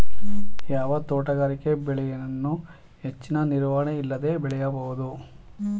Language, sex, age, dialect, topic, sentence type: Kannada, male, 31-35, Mysore Kannada, agriculture, question